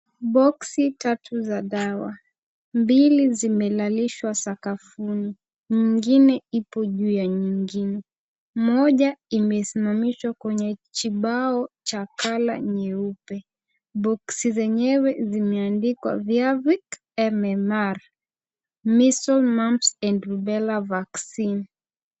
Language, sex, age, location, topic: Swahili, female, 18-24, Kisumu, health